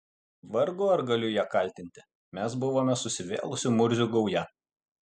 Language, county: Lithuanian, Utena